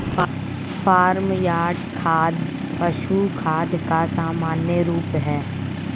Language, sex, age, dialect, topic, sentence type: Hindi, female, 36-40, Marwari Dhudhari, agriculture, statement